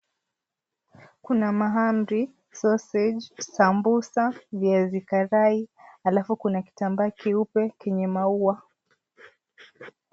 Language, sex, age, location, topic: Swahili, male, 18-24, Mombasa, agriculture